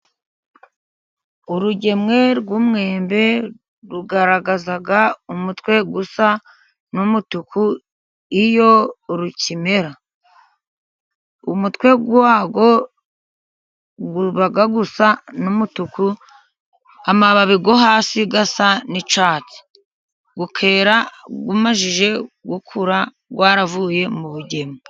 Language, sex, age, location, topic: Kinyarwanda, female, 50+, Musanze, agriculture